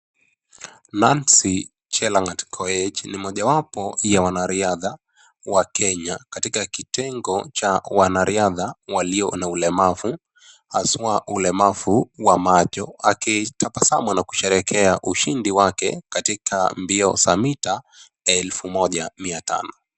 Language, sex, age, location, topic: Swahili, male, 25-35, Nakuru, education